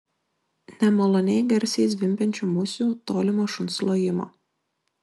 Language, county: Lithuanian, Klaipėda